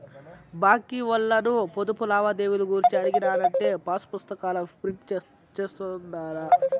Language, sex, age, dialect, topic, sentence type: Telugu, male, 41-45, Southern, banking, statement